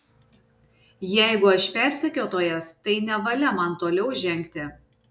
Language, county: Lithuanian, Šiauliai